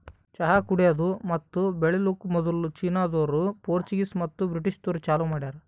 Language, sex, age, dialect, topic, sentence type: Kannada, male, 18-24, Northeastern, agriculture, statement